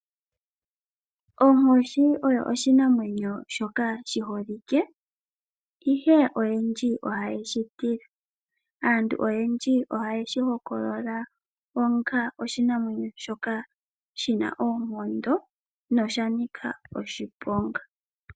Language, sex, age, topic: Oshiwambo, female, 25-35, agriculture